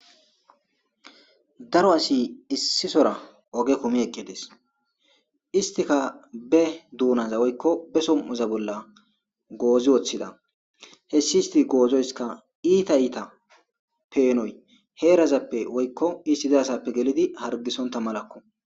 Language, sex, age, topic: Gamo, male, 25-35, government